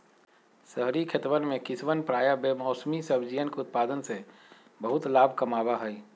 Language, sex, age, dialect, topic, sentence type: Magahi, male, 46-50, Western, agriculture, statement